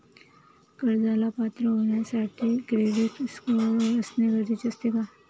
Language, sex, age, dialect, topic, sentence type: Marathi, female, 25-30, Standard Marathi, banking, question